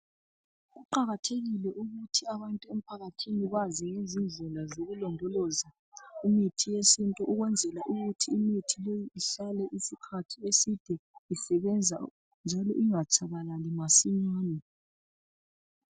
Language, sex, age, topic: North Ndebele, male, 36-49, health